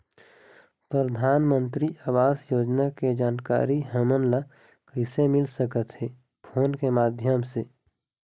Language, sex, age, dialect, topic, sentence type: Chhattisgarhi, male, 25-30, Eastern, banking, question